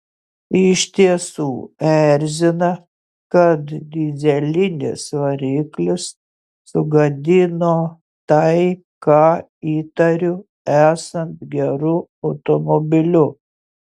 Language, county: Lithuanian, Utena